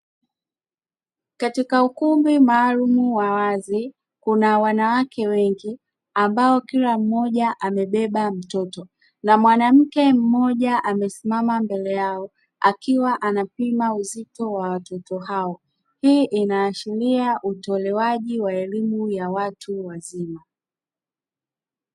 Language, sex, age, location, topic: Swahili, female, 25-35, Dar es Salaam, education